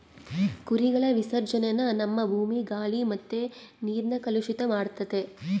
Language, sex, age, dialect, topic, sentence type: Kannada, female, 31-35, Central, agriculture, statement